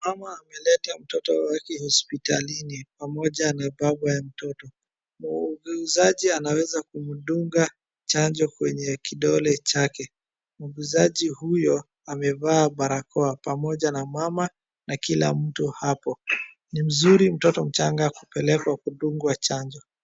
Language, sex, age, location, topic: Swahili, male, 36-49, Wajir, health